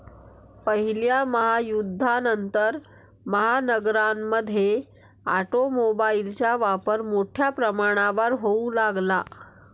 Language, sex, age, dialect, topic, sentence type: Marathi, female, 41-45, Varhadi, banking, statement